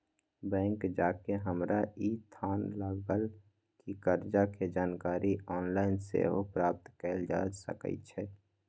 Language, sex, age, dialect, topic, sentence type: Magahi, male, 18-24, Western, banking, statement